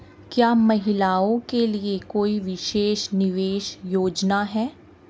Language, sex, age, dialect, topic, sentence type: Hindi, female, 18-24, Marwari Dhudhari, banking, question